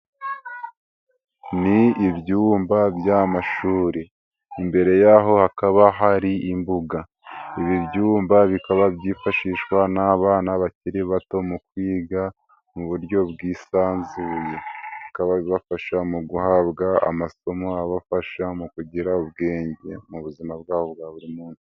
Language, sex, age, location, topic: Kinyarwanda, female, 18-24, Nyagatare, education